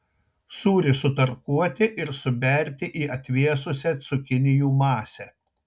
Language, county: Lithuanian, Tauragė